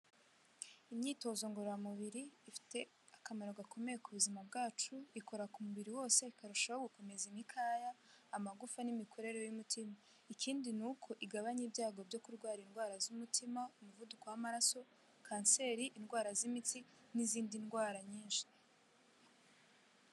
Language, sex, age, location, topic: Kinyarwanda, female, 18-24, Kigali, health